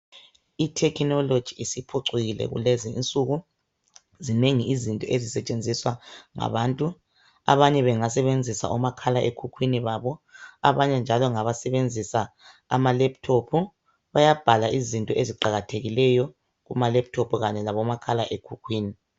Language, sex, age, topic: North Ndebele, male, 25-35, health